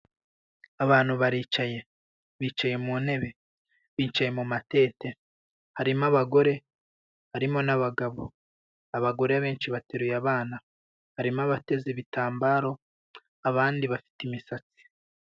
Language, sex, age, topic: Kinyarwanda, male, 25-35, health